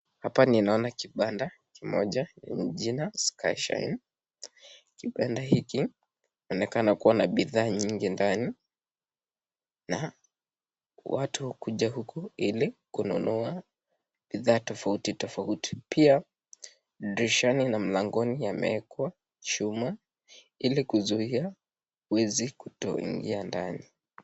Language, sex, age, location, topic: Swahili, male, 18-24, Nakuru, finance